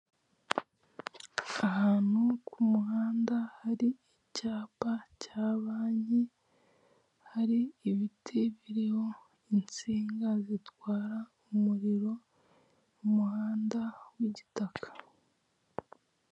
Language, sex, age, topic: Kinyarwanda, female, 25-35, government